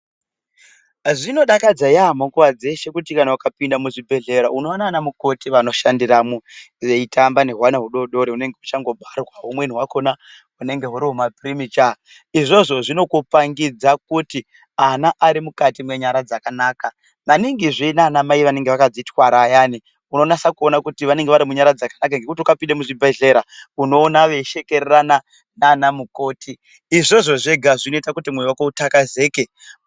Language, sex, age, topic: Ndau, male, 25-35, health